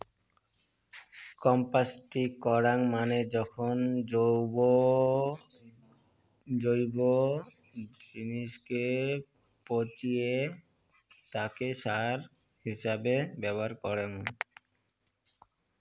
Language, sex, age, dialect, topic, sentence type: Bengali, male, 60-100, Rajbangshi, agriculture, statement